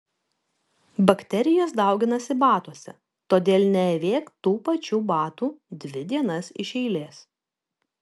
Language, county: Lithuanian, Kaunas